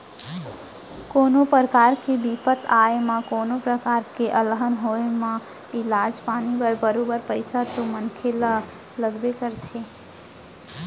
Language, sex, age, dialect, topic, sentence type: Chhattisgarhi, male, 60-100, Central, banking, statement